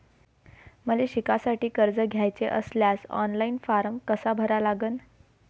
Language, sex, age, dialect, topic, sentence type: Marathi, female, 18-24, Varhadi, banking, question